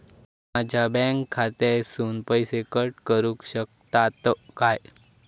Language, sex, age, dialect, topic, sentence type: Marathi, male, 18-24, Southern Konkan, banking, question